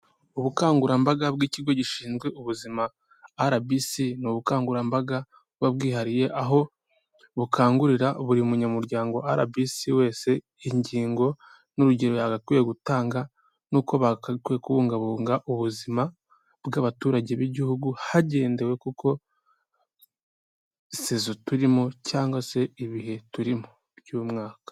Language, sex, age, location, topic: Kinyarwanda, male, 18-24, Kigali, health